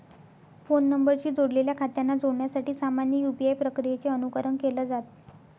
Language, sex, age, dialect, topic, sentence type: Marathi, female, 51-55, Northern Konkan, banking, statement